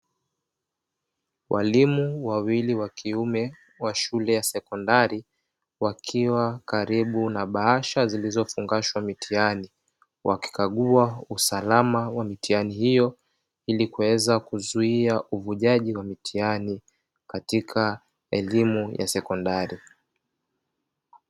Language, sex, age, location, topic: Swahili, male, 36-49, Dar es Salaam, education